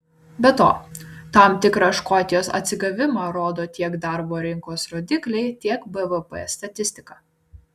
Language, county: Lithuanian, Vilnius